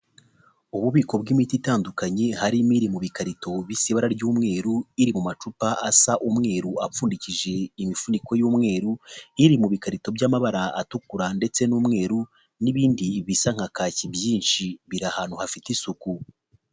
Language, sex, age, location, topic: Kinyarwanda, male, 25-35, Nyagatare, health